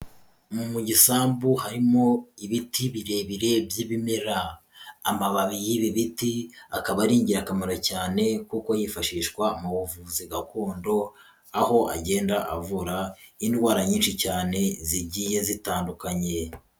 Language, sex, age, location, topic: Kinyarwanda, male, 18-24, Huye, health